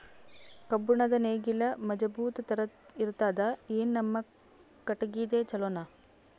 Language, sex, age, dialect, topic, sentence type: Kannada, female, 18-24, Northeastern, agriculture, question